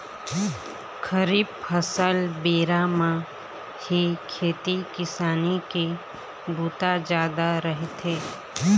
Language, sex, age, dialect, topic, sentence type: Chhattisgarhi, female, 25-30, Eastern, agriculture, statement